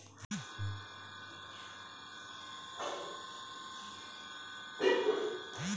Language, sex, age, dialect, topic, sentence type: Bhojpuri, female, 36-40, Western, banking, statement